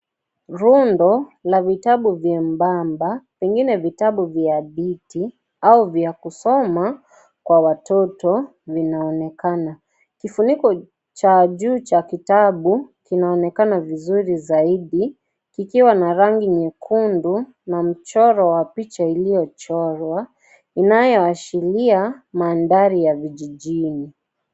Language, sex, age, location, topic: Swahili, female, 25-35, Kisii, education